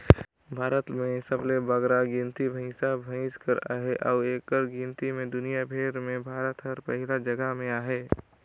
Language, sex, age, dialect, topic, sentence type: Chhattisgarhi, male, 18-24, Northern/Bhandar, agriculture, statement